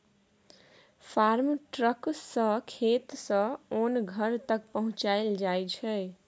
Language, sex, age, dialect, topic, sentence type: Maithili, female, 18-24, Bajjika, agriculture, statement